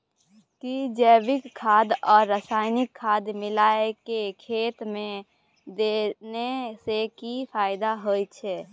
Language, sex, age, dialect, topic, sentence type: Maithili, female, 18-24, Bajjika, agriculture, question